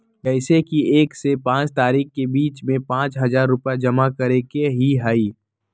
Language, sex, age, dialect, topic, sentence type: Magahi, male, 18-24, Western, banking, question